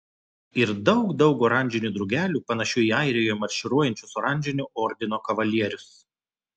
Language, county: Lithuanian, Telšiai